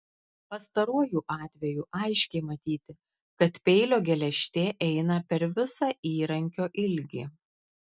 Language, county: Lithuanian, Klaipėda